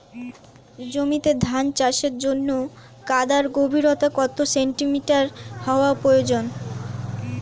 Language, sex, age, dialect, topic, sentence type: Bengali, female, 25-30, Standard Colloquial, agriculture, question